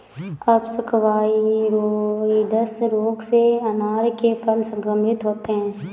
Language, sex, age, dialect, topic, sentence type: Hindi, female, 18-24, Awadhi Bundeli, agriculture, statement